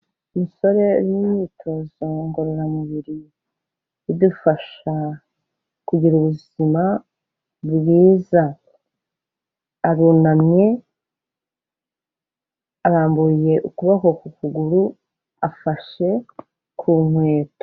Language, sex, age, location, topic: Kinyarwanda, female, 36-49, Kigali, health